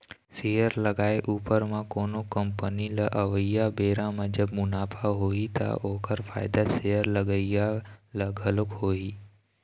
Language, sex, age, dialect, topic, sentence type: Chhattisgarhi, male, 18-24, Eastern, banking, statement